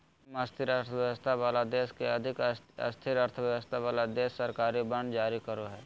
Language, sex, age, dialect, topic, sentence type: Magahi, male, 31-35, Southern, banking, statement